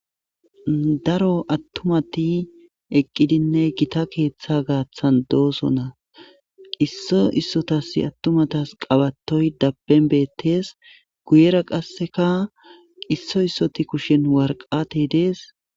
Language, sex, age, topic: Gamo, male, 18-24, government